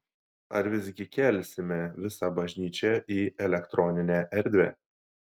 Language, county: Lithuanian, Šiauliai